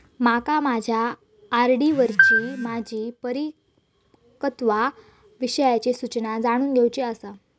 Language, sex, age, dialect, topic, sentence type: Marathi, female, 18-24, Southern Konkan, banking, statement